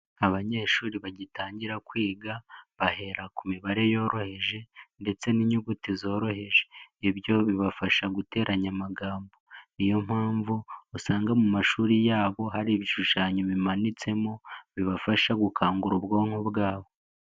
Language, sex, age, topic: Kinyarwanda, male, 18-24, education